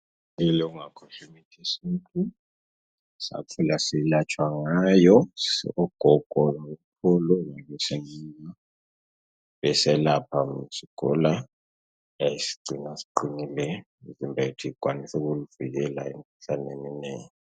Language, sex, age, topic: North Ndebele, male, 36-49, health